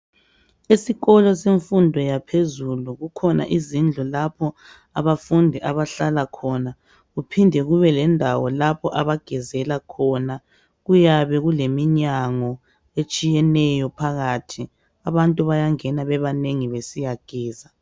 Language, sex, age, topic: North Ndebele, female, 25-35, education